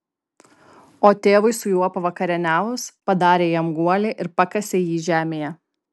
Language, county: Lithuanian, Kaunas